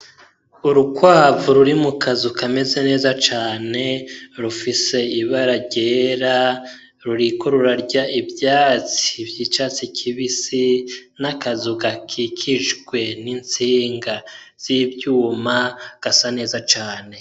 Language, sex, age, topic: Rundi, male, 25-35, agriculture